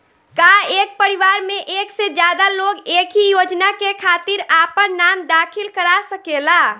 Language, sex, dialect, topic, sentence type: Bhojpuri, female, Northern, banking, question